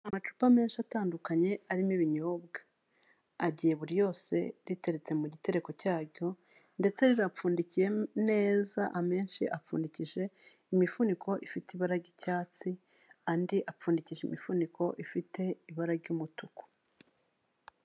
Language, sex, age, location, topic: Kinyarwanda, female, 36-49, Kigali, health